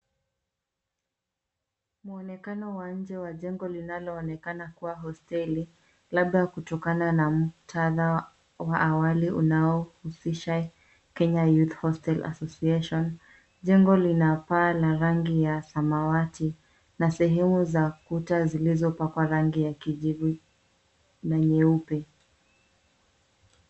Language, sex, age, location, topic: Swahili, female, 25-35, Nairobi, education